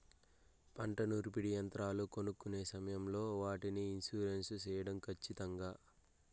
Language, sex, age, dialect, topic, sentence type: Telugu, male, 41-45, Southern, agriculture, question